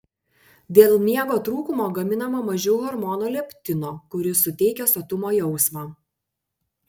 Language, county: Lithuanian, Panevėžys